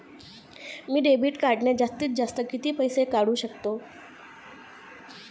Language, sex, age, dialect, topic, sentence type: Marathi, female, 31-35, Standard Marathi, banking, question